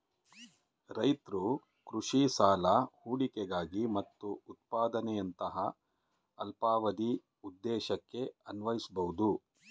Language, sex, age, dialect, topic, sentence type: Kannada, male, 46-50, Mysore Kannada, agriculture, statement